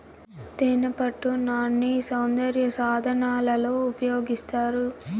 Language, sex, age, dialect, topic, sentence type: Telugu, female, 25-30, Southern, agriculture, statement